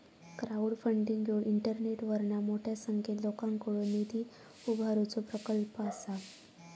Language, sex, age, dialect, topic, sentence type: Marathi, female, 41-45, Southern Konkan, banking, statement